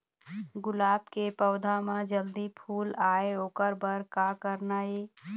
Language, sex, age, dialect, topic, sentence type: Chhattisgarhi, female, 31-35, Eastern, agriculture, question